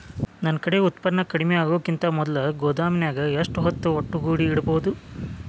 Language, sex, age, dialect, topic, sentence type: Kannada, male, 25-30, Dharwad Kannada, agriculture, question